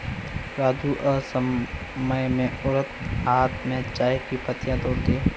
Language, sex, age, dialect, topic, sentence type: Hindi, male, 18-24, Marwari Dhudhari, agriculture, statement